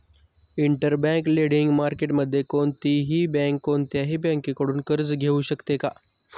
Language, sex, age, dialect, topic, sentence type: Marathi, male, 31-35, Standard Marathi, banking, statement